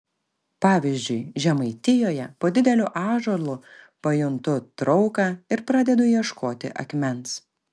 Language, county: Lithuanian, Kaunas